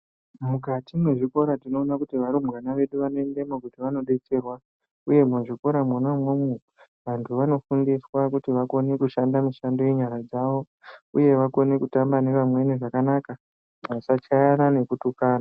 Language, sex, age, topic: Ndau, male, 18-24, education